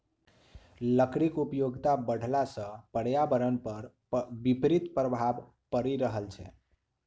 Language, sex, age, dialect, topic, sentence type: Maithili, male, 18-24, Southern/Standard, agriculture, statement